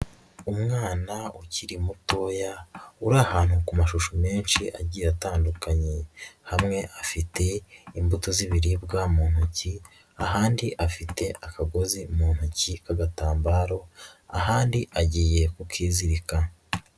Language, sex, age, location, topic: Kinyarwanda, male, 50+, Nyagatare, education